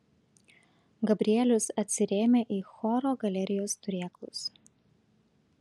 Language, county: Lithuanian, Šiauliai